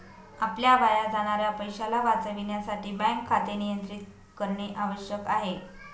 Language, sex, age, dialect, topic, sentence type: Marathi, female, 18-24, Northern Konkan, banking, statement